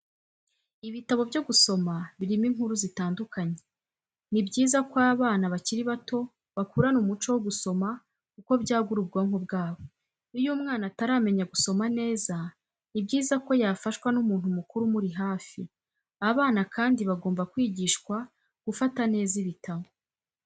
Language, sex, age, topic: Kinyarwanda, female, 25-35, education